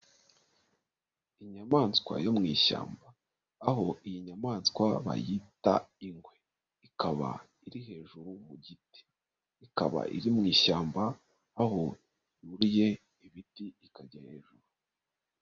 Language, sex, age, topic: Kinyarwanda, male, 25-35, agriculture